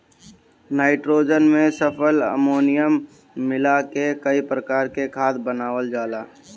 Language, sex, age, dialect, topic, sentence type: Bhojpuri, male, 18-24, Northern, agriculture, statement